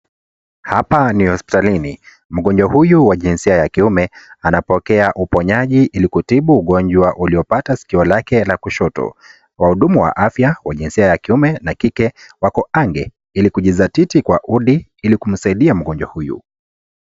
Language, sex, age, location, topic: Swahili, male, 25-35, Kisii, health